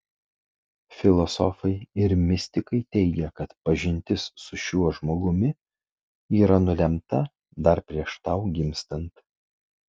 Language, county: Lithuanian, Kaunas